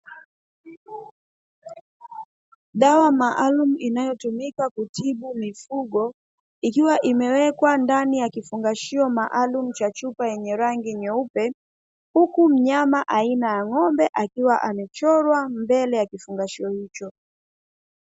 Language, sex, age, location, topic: Swahili, female, 25-35, Dar es Salaam, agriculture